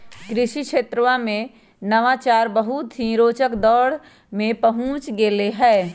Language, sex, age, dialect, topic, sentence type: Magahi, female, 25-30, Western, agriculture, statement